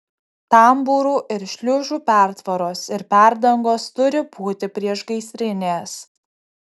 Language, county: Lithuanian, Tauragė